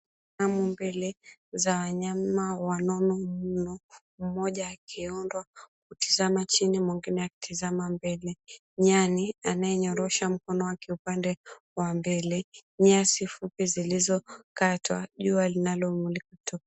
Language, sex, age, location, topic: Swahili, female, 18-24, Mombasa, agriculture